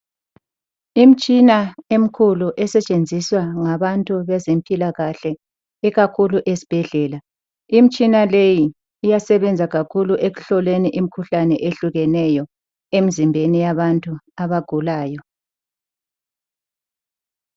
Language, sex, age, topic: North Ndebele, female, 18-24, health